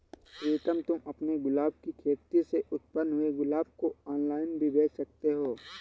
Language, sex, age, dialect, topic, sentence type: Hindi, male, 31-35, Awadhi Bundeli, agriculture, statement